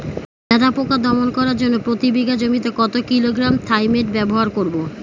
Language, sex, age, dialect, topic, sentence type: Bengali, female, 41-45, Standard Colloquial, agriculture, question